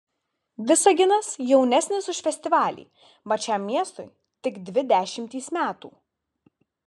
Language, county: Lithuanian, Vilnius